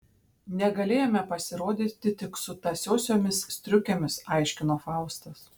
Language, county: Lithuanian, Panevėžys